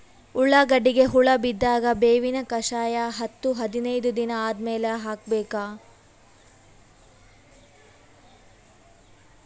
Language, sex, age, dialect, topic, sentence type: Kannada, female, 18-24, Northeastern, agriculture, question